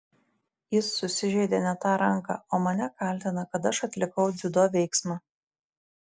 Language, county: Lithuanian, Šiauliai